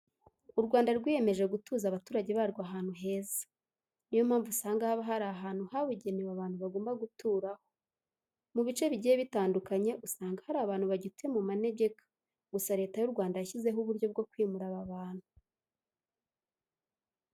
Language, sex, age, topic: Kinyarwanda, female, 18-24, education